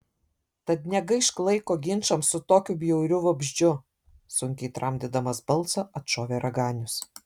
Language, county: Lithuanian, Šiauliai